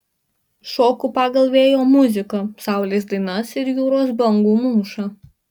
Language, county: Lithuanian, Marijampolė